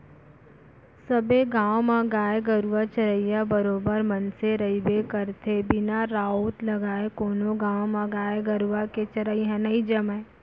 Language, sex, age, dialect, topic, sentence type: Chhattisgarhi, female, 25-30, Central, banking, statement